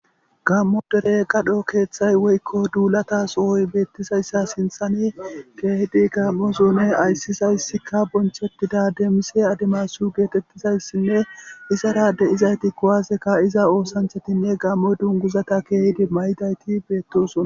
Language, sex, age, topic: Gamo, male, 18-24, government